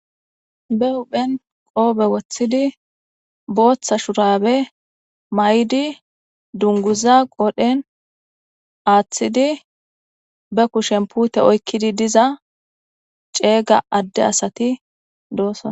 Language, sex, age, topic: Gamo, female, 25-35, agriculture